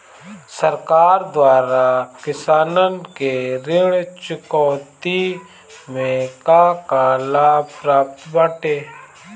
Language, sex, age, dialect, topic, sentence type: Bhojpuri, male, 25-30, Northern, banking, question